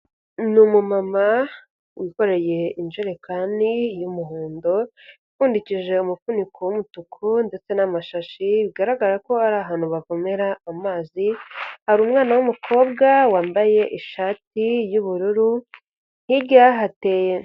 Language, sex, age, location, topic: Kinyarwanda, female, 50+, Kigali, health